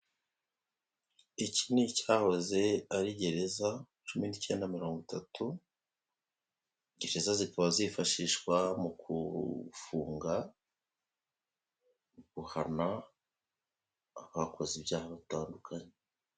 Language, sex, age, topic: Kinyarwanda, male, 36-49, government